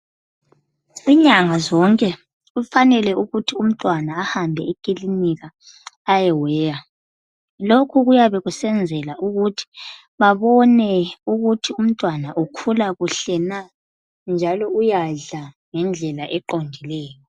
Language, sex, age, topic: North Ndebele, female, 25-35, health